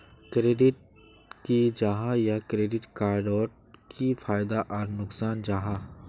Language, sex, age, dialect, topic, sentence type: Magahi, male, 18-24, Northeastern/Surjapuri, banking, question